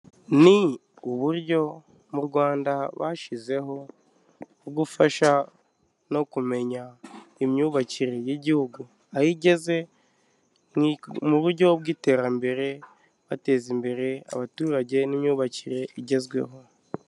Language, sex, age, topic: Kinyarwanda, male, 25-35, government